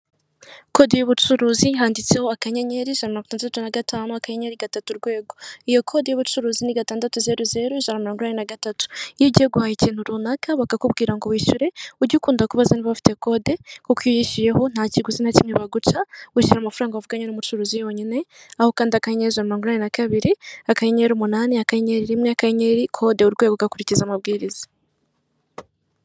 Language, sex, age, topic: Kinyarwanda, female, 18-24, finance